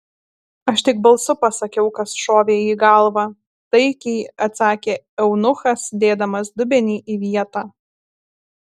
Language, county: Lithuanian, Alytus